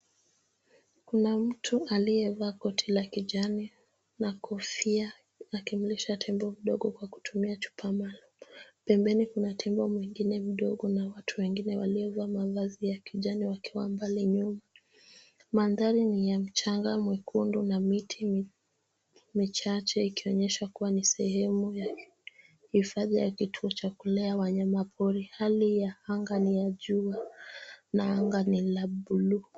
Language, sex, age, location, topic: Swahili, female, 18-24, Nairobi, government